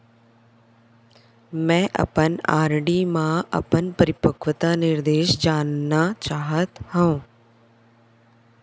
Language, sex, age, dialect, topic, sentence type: Chhattisgarhi, female, 56-60, Central, banking, statement